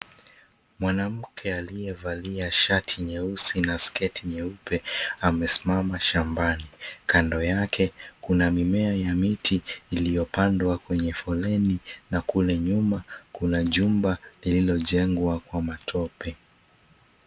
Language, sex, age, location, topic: Swahili, male, 25-35, Mombasa, agriculture